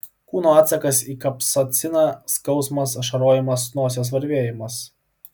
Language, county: Lithuanian, Klaipėda